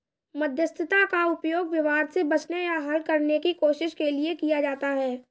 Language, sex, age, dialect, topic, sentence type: Hindi, male, 18-24, Kanauji Braj Bhasha, banking, statement